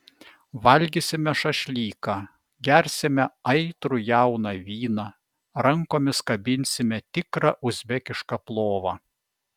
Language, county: Lithuanian, Vilnius